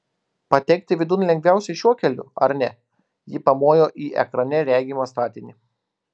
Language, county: Lithuanian, Klaipėda